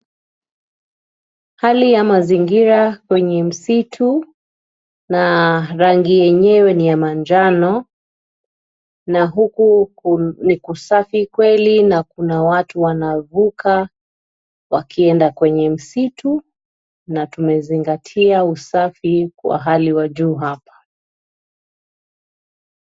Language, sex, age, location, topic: Swahili, female, 36-49, Nairobi, government